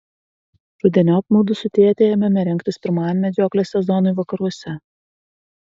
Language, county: Lithuanian, Vilnius